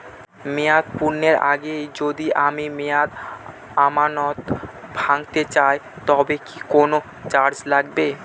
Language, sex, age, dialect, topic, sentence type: Bengali, male, 18-24, Northern/Varendri, banking, question